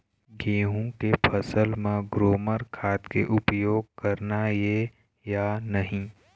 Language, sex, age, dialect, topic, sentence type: Chhattisgarhi, male, 18-24, Eastern, agriculture, question